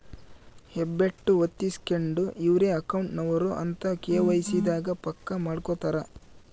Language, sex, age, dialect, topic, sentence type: Kannada, male, 25-30, Central, banking, statement